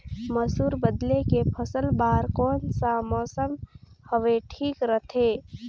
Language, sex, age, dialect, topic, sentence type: Chhattisgarhi, female, 18-24, Northern/Bhandar, agriculture, question